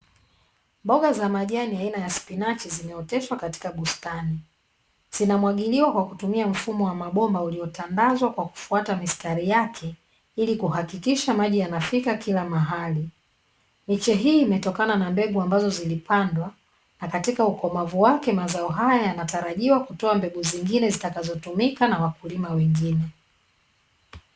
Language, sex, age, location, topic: Swahili, female, 25-35, Dar es Salaam, agriculture